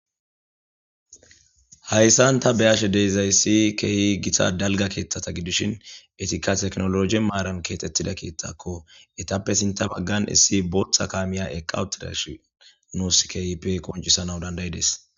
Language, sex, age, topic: Gamo, female, 18-24, government